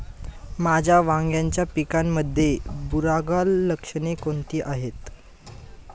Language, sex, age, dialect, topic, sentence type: Marathi, male, 18-24, Standard Marathi, agriculture, question